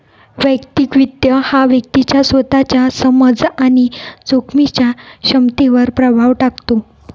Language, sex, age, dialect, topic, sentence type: Marathi, female, 56-60, Northern Konkan, banking, statement